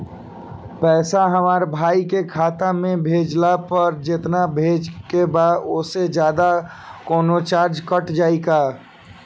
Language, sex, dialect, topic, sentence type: Bhojpuri, male, Southern / Standard, banking, question